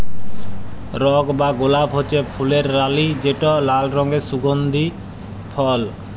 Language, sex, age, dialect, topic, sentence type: Bengali, male, 25-30, Jharkhandi, agriculture, statement